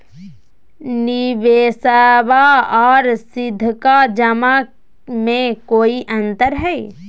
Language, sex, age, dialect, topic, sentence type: Magahi, female, 18-24, Southern, banking, question